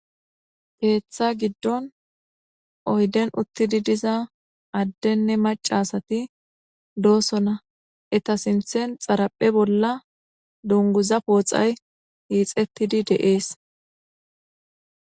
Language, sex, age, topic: Gamo, female, 18-24, government